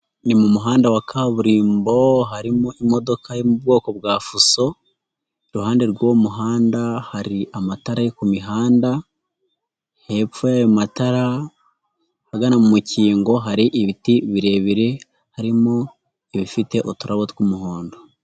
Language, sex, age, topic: Kinyarwanda, female, 25-35, government